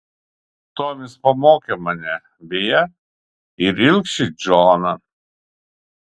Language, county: Lithuanian, Kaunas